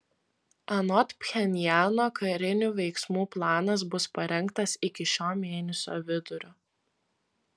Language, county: Lithuanian, Vilnius